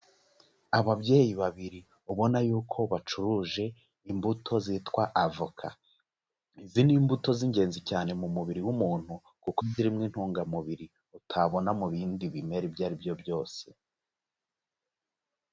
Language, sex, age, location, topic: Kinyarwanda, male, 25-35, Kigali, agriculture